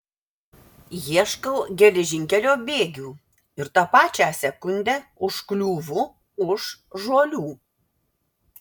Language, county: Lithuanian, Vilnius